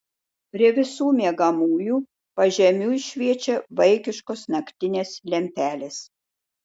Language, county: Lithuanian, Šiauliai